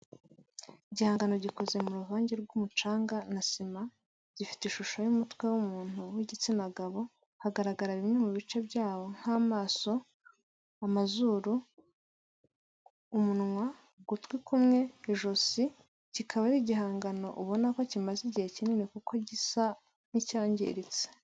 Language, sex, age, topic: Kinyarwanda, female, 18-24, education